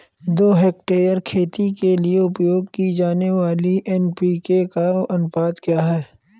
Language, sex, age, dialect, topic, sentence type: Hindi, male, 31-35, Awadhi Bundeli, agriculture, question